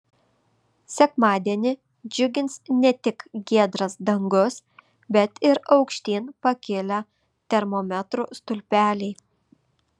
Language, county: Lithuanian, Vilnius